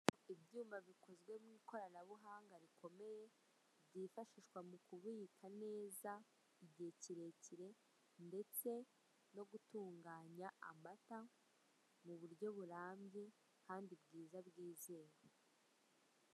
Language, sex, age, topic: Kinyarwanda, female, 18-24, finance